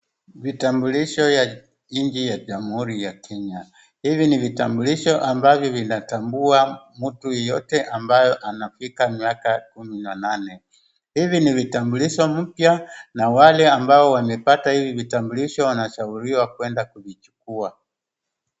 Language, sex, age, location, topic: Swahili, male, 36-49, Wajir, government